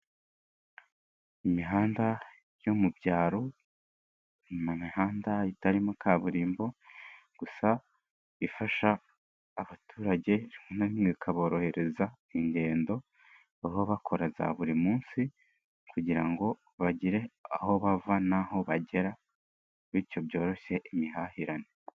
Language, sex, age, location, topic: Kinyarwanda, male, 18-24, Nyagatare, government